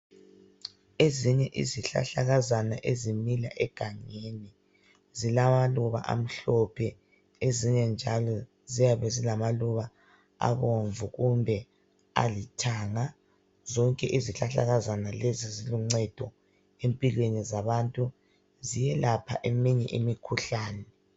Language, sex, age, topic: North Ndebele, female, 25-35, health